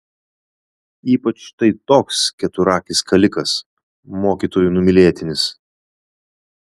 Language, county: Lithuanian, Vilnius